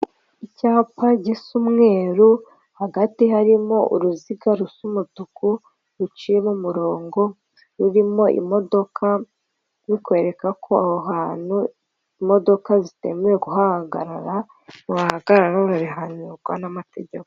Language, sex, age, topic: Kinyarwanda, female, 18-24, government